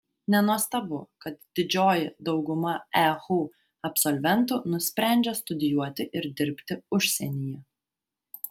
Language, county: Lithuanian, Vilnius